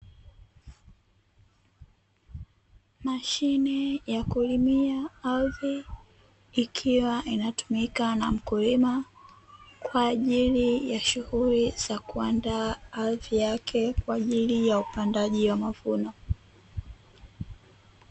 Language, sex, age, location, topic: Swahili, female, 18-24, Dar es Salaam, agriculture